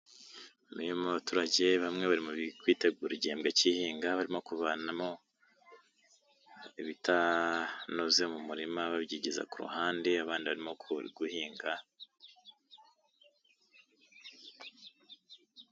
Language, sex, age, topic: Kinyarwanda, male, 25-35, agriculture